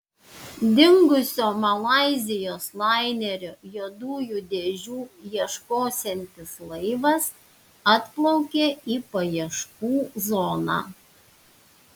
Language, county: Lithuanian, Panevėžys